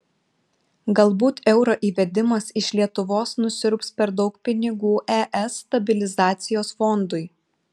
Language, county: Lithuanian, Šiauliai